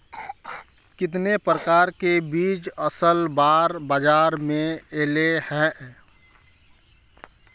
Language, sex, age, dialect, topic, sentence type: Magahi, male, 31-35, Northeastern/Surjapuri, agriculture, question